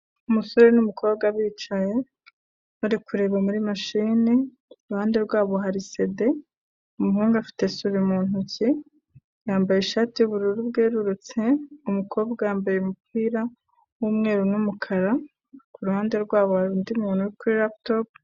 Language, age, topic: Kinyarwanda, 25-35, government